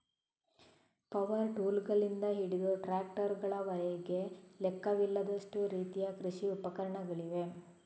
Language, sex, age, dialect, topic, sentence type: Kannada, female, 18-24, Coastal/Dakshin, agriculture, statement